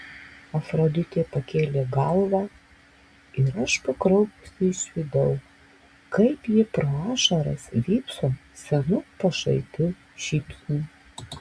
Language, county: Lithuanian, Alytus